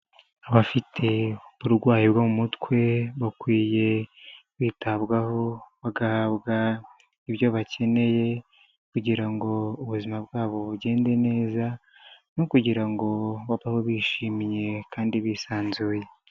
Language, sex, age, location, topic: Kinyarwanda, male, 25-35, Huye, health